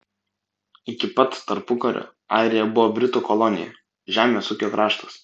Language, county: Lithuanian, Vilnius